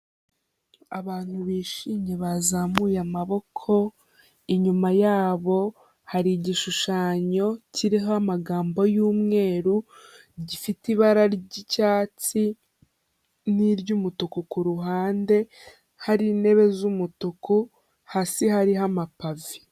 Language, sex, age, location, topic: Kinyarwanda, female, 18-24, Kigali, health